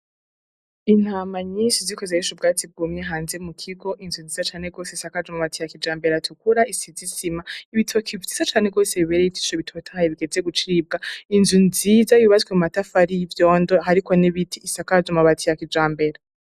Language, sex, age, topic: Rundi, female, 18-24, agriculture